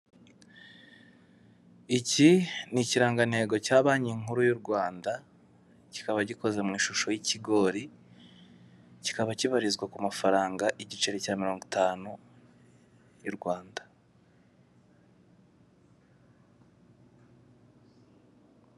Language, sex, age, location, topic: Kinyarwanda, male, 18-24, Kigali, finance